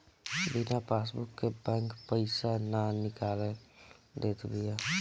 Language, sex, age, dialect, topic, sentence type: Bhojpuri, male, 18-24, Northern, banking, statement